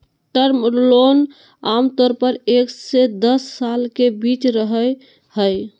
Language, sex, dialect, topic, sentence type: Magahi, female, Southern, banking, statement